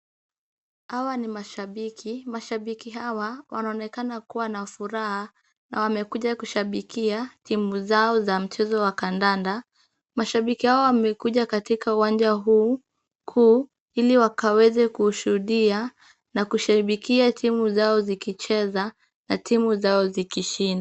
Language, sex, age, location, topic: Swahili, female, 25-35, Kisumu, government